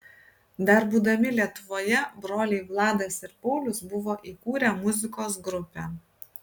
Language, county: Lithuanian, Kaunas